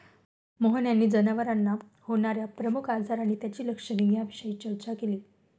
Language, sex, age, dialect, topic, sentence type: Marathi, female, 31-35, Standard Marathi, agriculture, statement